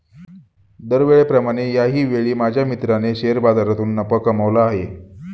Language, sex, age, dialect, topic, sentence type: Marathi, male, 25-30, Standard Marathi, banking, statement